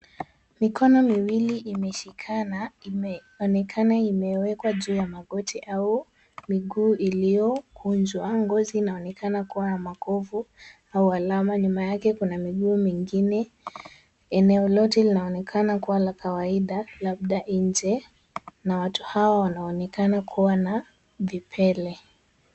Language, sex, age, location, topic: Swahili, male, 25-35, Kisumu, health